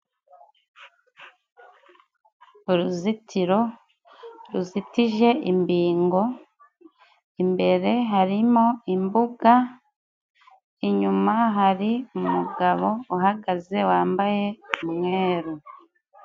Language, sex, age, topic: Kinyarwanda, female, 25-35, government